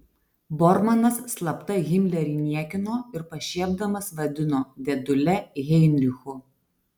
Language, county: Lithuanian, Alytus